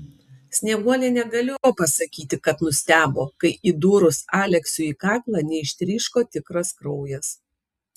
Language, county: Lithuanian, Kaunas